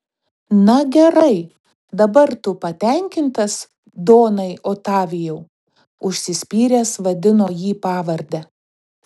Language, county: Lithuanian, Telšiai